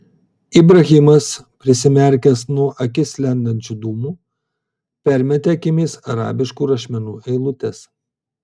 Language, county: Lithuanian, Vilnius